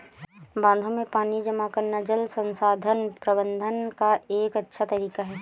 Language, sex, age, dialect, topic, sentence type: Hindi, female, 18-24, Awadhi Bundeli, agriculture, statement